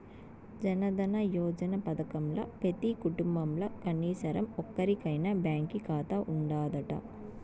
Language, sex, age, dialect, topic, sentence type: Telugu, female, 18-24, Southern, banking, statement